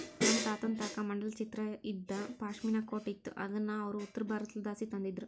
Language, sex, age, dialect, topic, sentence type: Kannada, female, 41-45, Central, agriculture, statement